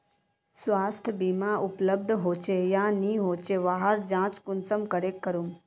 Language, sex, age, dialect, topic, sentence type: Magahi, female, 18-24, Northeastern/Surjapuri, banking, question